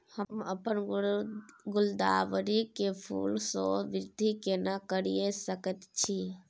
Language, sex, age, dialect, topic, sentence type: Maithili, female, 18-24, Bajjika, agriculture, question